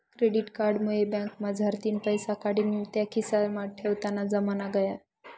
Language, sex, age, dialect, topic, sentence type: Marathi, female, 41-45, Northern Konkan, banking, statement